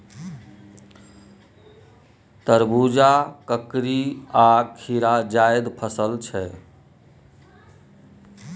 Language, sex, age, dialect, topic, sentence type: Maithili, male, 41-45, Bajjika, agriculture, statement